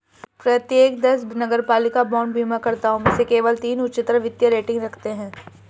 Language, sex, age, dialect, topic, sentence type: Hindi, male, 31-35, Hindustani Malvi Khadi Boli, banking, statement